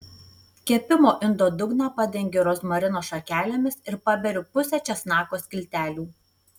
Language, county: Lithuanian, Tauragė